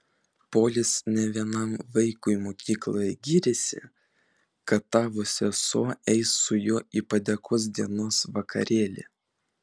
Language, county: Lithuanian, Vilnius